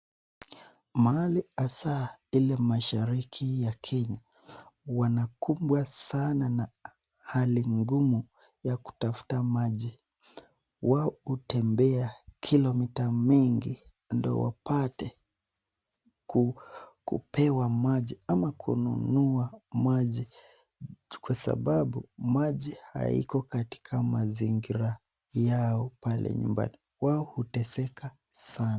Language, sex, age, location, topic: Swahili, male, 25-35, Nakuru, health